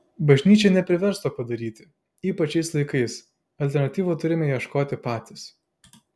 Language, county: Lithuanian, Klaipėda